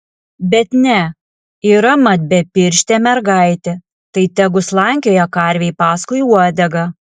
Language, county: Lithuanian, Alytus